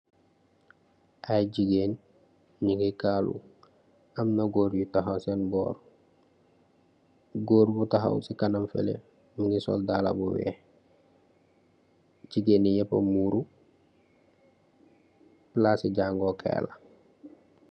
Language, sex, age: Wolof, male, 18-24